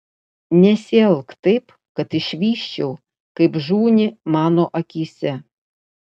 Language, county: Lithuanian, Utena